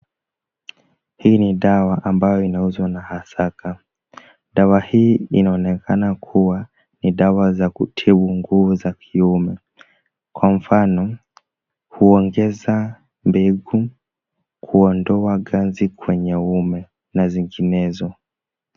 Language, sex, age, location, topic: Swahili, male, 18-24, Kisumu, health